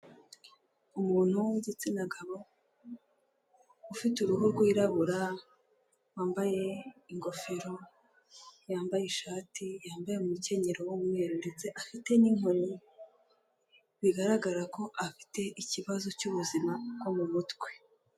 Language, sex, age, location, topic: Kinyarwanda, female, 18-24, Kigali, health